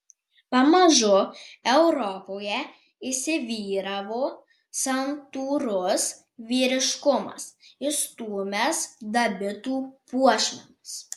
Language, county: Lithuanian, Marijampolė